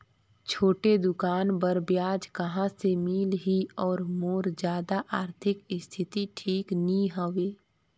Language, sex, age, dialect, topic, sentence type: Chhattisgarhi, female, 31-35, Northern/Bhandar, banking, question